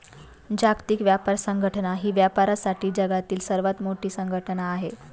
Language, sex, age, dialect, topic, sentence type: Marathi, female, 25-30, Standard Marathi, banking, statement